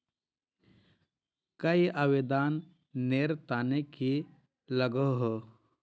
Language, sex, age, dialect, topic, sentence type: Magahi, male, 51-55, Northeastern/Surjapuri, banking, question